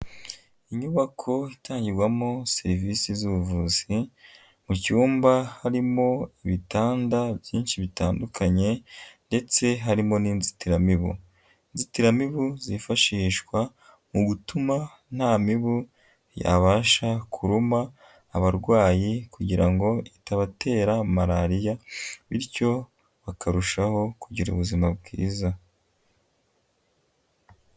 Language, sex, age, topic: Kinyarwanda, male, 25-35, health